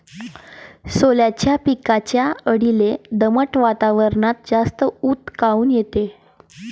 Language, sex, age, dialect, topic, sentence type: Marathi, female, 31-35, Varhadi, agriculture, question